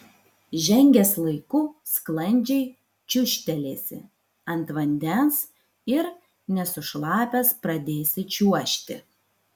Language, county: Lithuanian, Vilnius